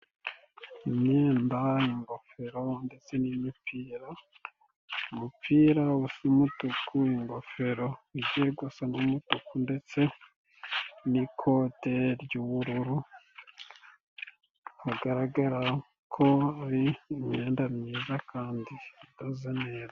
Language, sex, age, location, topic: Kinyarwanda, male, 18-24, Nyagatare, education